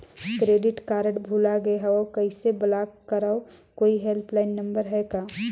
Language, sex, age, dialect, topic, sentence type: Chhattisgarhi, female, 25-30, Northern/Bhandar, banking, question